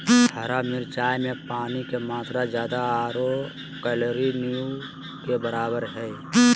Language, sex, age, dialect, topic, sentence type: Magahi, male, 36-40, Southern, agriculture, statement